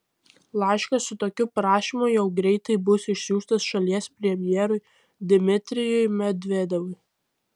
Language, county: Lithuanian, Kaunas